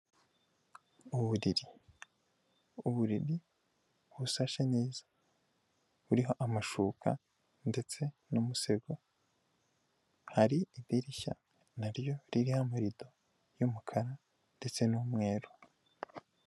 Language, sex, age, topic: Kinyarwanda, female, 18-24, finance